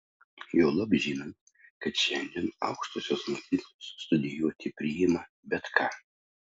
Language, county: Lithuanian, Utena